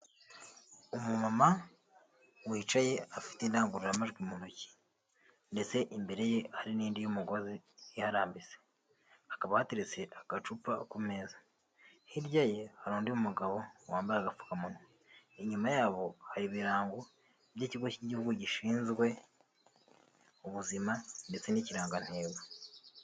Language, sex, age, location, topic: Kinyarwanda, male, 18-24, Huye, health